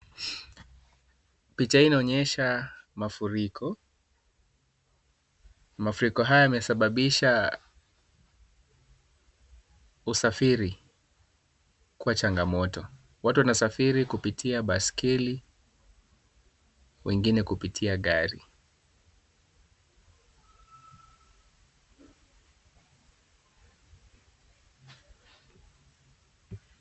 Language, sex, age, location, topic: Swahili, male, 25-35, Kisumu, health